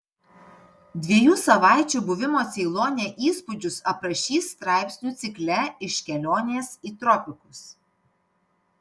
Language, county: Lithuanian, Panevėžys